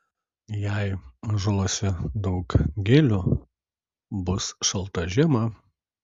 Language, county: Lithuanian, Kaunas